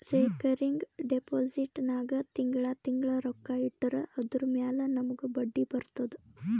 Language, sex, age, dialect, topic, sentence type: Kannada, female, 18-24, Northeastern, banking, statement